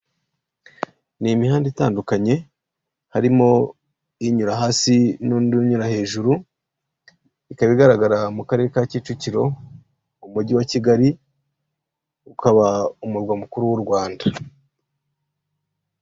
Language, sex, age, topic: Kinyarwanda, male, 36-49, government